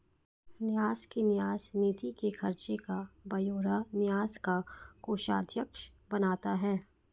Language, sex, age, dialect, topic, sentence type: Hindi, female, 56-60, Marwari Dhudhari, banking, statement